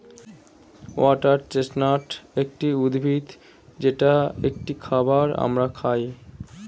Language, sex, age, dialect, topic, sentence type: Bengali, male, 18-24, Standard Colloquial, agriculture, statement